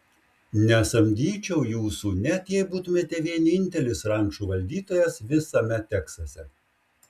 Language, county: Lithuanian, Šiauliai